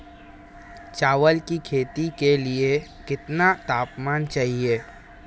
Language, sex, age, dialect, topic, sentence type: Hindi, male, 18-24, Marwari Dhudhari, agriculture, question